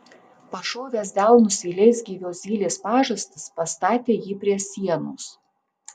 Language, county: Lithuanian, Tauragė